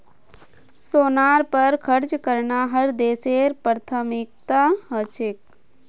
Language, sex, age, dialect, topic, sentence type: Magahi, female, 18-24, Northeastern/Surjapuri, banking, statement